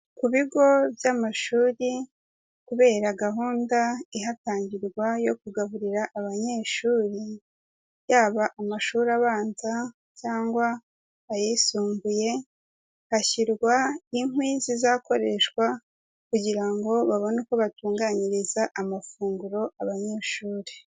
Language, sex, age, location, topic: Kinyarwanda, female, 18-24, Kigali, education